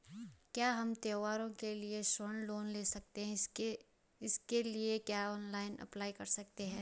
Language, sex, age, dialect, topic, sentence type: Hindi, female, 25-30, Garhwali, banking, question